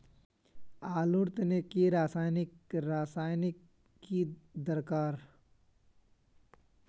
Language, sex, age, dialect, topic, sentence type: Magahi, male, 25-30, Northeastern/Surjapuri, agriculture, question